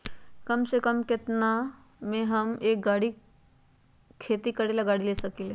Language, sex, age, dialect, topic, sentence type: Magahi, female, 41-45, Western, agriculture, question